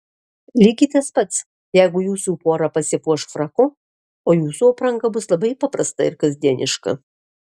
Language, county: Lithuanian, Alytus